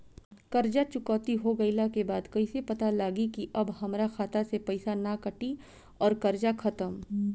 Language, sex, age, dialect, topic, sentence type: Bhojpuri, female, 25-30, Southern / Standard, banking, question